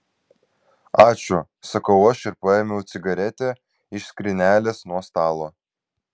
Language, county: Lithuanian, Vilnius